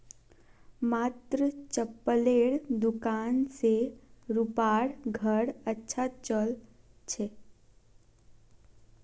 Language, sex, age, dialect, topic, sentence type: Magahi, female, 18-24, Northeastern/Surjapuri, banking, statement